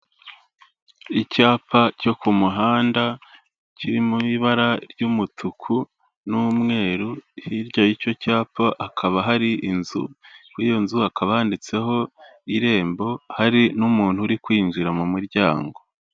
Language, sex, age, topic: Kinyarwanda, male, 18-24, government